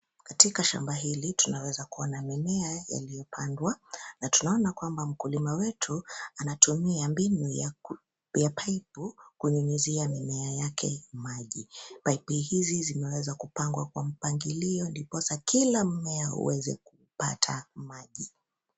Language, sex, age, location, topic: Swahili, female, 25-35, Nairobi, agriculture